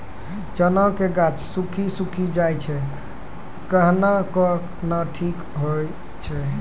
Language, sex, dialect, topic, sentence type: Maithili, male, Angika, agriculture, question